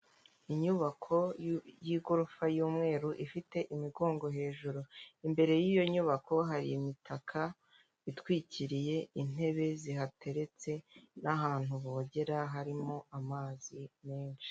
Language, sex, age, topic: Kinyarwanda, female, 18-24, finance